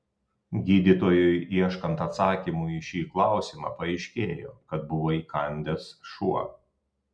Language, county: Lithuanian, Telšiai